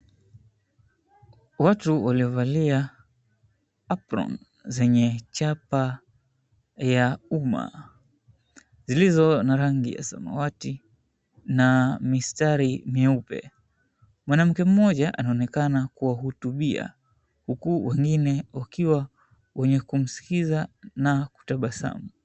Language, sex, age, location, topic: Swahili, male, 25-35, Mombasa, health